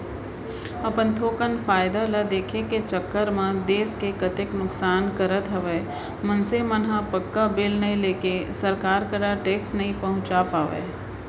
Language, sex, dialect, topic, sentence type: Chhattisgarhi, female, Central, banking, statement